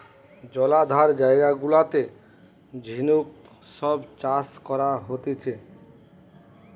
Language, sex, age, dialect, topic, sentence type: Bengali, male, 36-40, Western, agriculture, statement